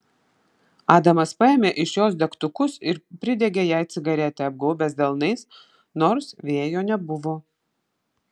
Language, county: Lithuanian, Vilnius